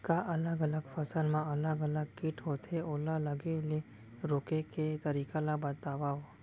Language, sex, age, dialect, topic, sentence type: Chhattisgarhi, male, 18-24, Central, agriculture, question